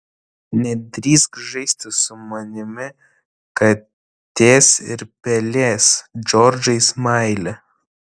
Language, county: Lithuanian, Vilnius